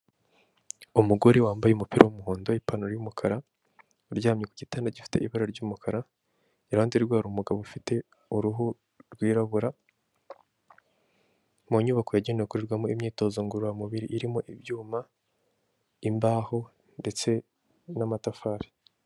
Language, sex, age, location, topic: Kinyarwanda, female, 25-35, Kigali, health